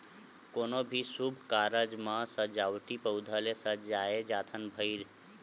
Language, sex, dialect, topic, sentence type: Chhattisgarhi, male, Western/Budati/Khatahi, agriculture, statement